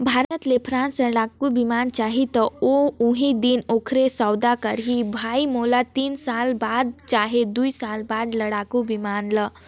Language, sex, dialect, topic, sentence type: Chhattisgarhi, female, Northern/Bhandar, banking, statement